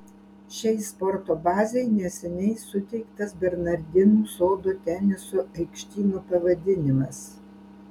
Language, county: Lithuanian, Alytus